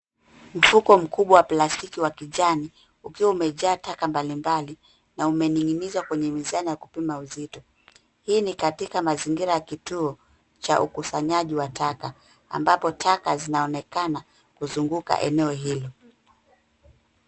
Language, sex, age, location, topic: Swahili, female, 36-49, Nairobi, government